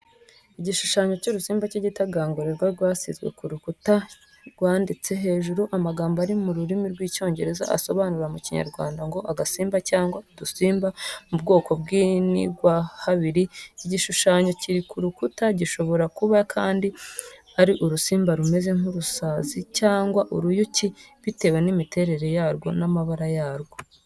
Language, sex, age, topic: Kinyarwanda, female, 25-35, education